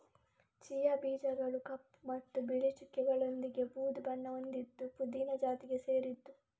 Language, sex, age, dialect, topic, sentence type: Kannada, female, 36-40, Coastal/Dakshin, agriculture, statement